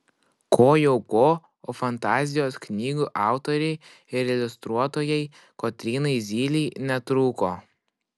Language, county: Lithuanian, Kaunas